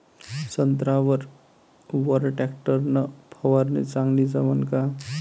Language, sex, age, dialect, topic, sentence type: Marathi, male, 31-35, Varhadi, agriculture, question